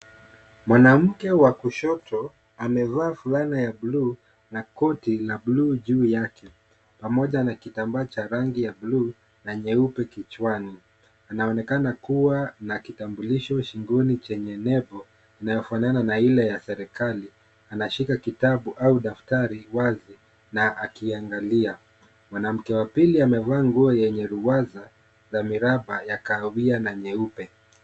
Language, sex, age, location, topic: Swahili, male, 36-49, Kisumu, health